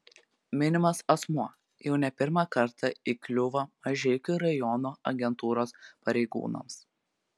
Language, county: Lithuanian, Telšiai